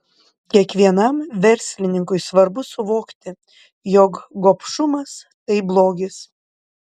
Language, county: Lithuanian, Panevėžys